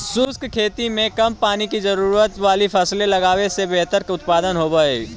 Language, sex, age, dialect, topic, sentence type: Magahi, male, 18-24, Central/Standard, agriculture, statement